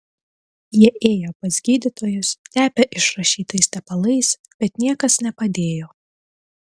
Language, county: Lithuanian, Telšiai